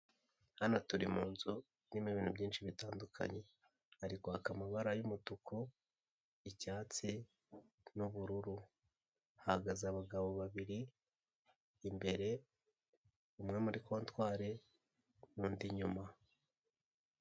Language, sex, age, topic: Kinyarwanda, male, 18-24, finance